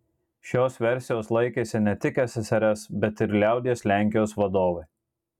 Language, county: Lithuanian, Marijampolė